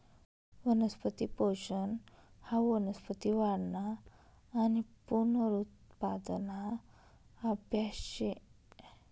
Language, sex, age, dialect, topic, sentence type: Marathi, female, 25-30, Northern Konkan, agriculture, statement